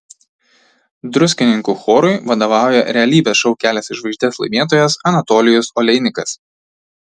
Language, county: Lithuanian, Tauragė